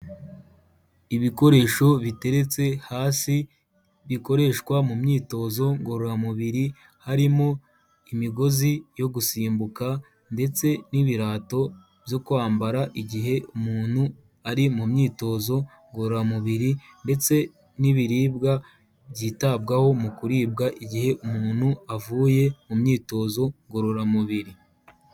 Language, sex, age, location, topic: Kinyarwanda, male, 18-24, Kigali, health